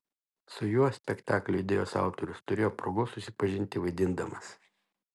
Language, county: Lithuanian, Šiauliai